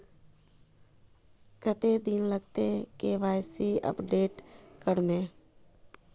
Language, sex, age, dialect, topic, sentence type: Magahi, female, 31-35, Northeastern/Surjapuri, banking, question